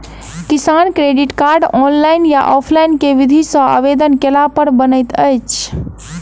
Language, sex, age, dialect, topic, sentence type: Maithili, female, 18-24, Southern/Standard, banking, question